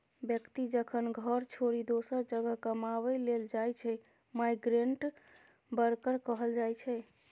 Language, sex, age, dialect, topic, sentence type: Maithili, female, 25-30, Bajjika, agriculture, statement